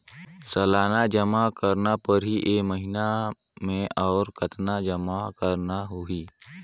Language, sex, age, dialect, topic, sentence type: Chhattisgarhi, male, 18-24, Northern/Bhandar, banking, question